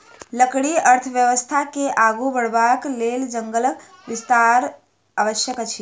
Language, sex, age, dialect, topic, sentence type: Maithili, female, 51-55, Southern/Standard, agriculture, statement